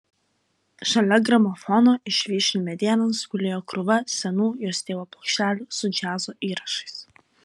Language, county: Lithuanian, Alytus